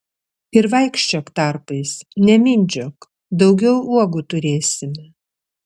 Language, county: Lithuanian, Vilnius